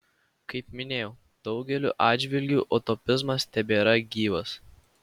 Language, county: Lithuanian, Vilnius